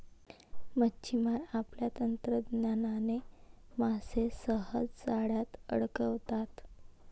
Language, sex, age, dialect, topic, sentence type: Marathi, female, 18-24, Varhadi, agriculture, statement